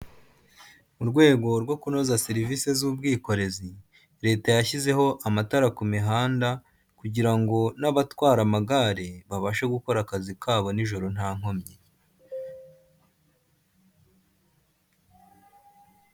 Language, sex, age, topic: Kinyarwanda, male, 25-35, government